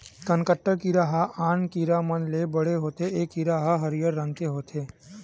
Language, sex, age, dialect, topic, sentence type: Chhattisgarhi, male, 18-24, Western/Budati/Khatahi, agriculture, statement